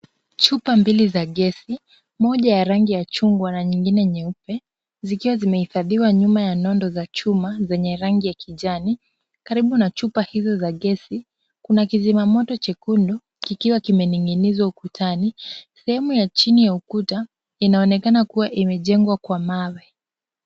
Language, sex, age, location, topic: Swahili, female, 18-24, Kisumu, education